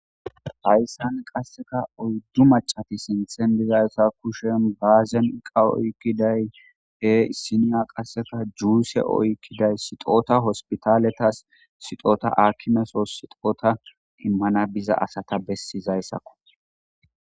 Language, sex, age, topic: Gamo, female, 18-24, government